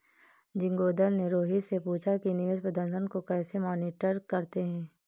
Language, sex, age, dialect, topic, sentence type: Hindi, female, 18-24, Marwari Dhudhari, banking, statement